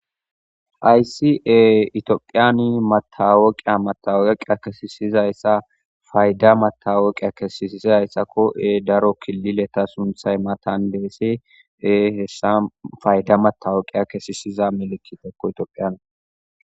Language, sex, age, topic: Gamo, female, 18-24, government